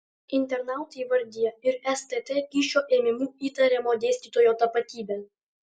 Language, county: Lithuanian, Alytus